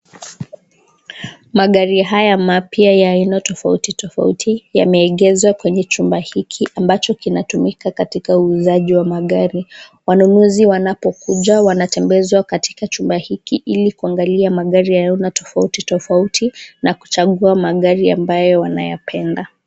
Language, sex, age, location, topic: Swahili, female, 18-24, Nakuru, finance